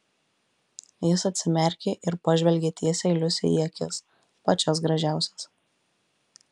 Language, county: Lithuanian, Marijampolė